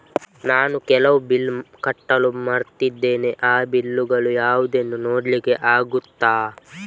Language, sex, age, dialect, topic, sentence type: Kannada, male, 25-30, Coastal/Dakshin, banking, question